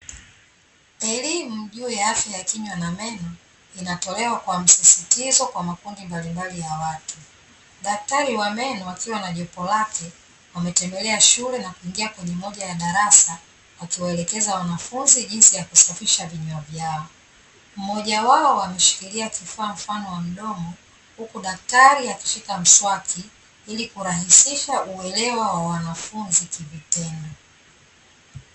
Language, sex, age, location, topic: Swahili, female, 36-49, Dar es Salaam, health